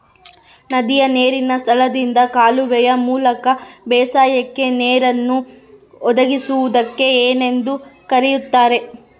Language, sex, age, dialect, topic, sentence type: Kannada, female, 31-35, Central, agriculture, question